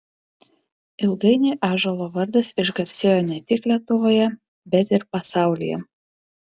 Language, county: Lithuanian, Vilnius